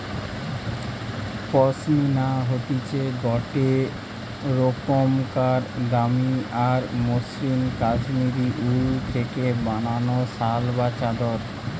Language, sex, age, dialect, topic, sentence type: Bengali, male, 46-50, Western, agriculture, statement